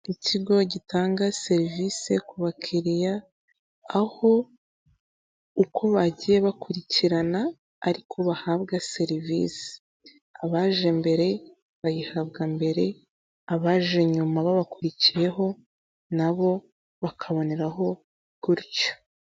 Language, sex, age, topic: Kinyarwanda, female, 18-24, government